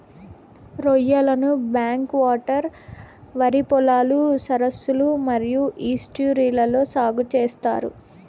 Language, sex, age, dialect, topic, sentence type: Telugu, female, 18-24, Southern, agriculture, statement